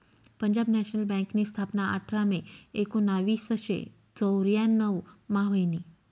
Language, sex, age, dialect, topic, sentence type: Marathi, female, 36-40, Northern Konkan, banking, statement